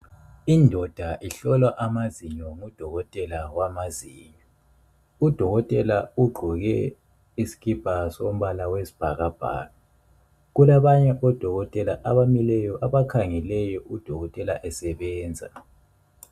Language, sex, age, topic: North Ndebele, male, 25-35, health